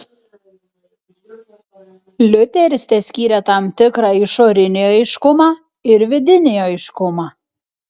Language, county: Lithuanian, Šiauliai